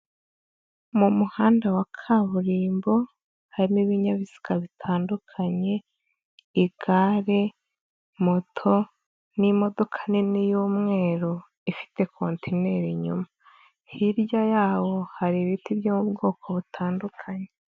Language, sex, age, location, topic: Kinyarwanda, female, 18-24, Huye, government